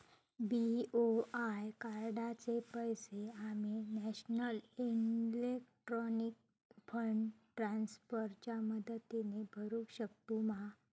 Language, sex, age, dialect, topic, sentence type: Marathi, female, 25-30, Southern Konkan, banking, question